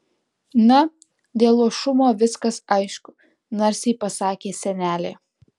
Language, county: Lithuanian, Alytus